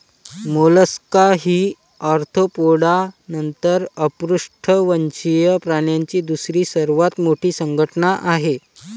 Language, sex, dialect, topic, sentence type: Marathi, male, Varhadi, agriculture, statement